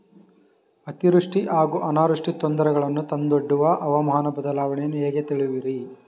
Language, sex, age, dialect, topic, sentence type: Kannada, male, 41-45, Mysore Kannada, agriculture, question